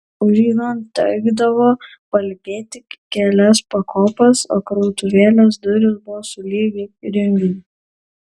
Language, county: Lithuanian, Kaunas